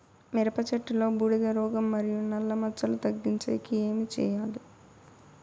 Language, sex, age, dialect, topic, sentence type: Telugu, female, 18-24, Southern, agriculture, question